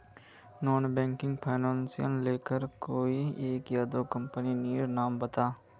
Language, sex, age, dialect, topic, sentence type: Magahi, male, 18-24, Northeastern/Surjapuri, banking, question